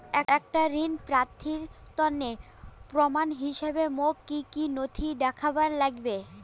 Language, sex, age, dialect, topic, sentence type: Bengali, female, 25-30, Rajbangshi, banking, statement